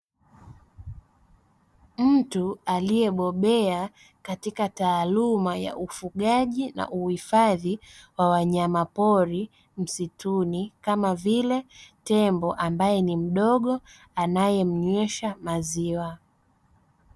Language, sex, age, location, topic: Swahili, female, 25-35, Dar es Salaam, agriculture